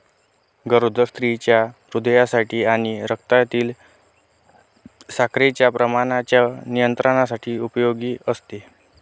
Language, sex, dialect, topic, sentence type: Marathi, male, Northern Konkan, agriculture, statement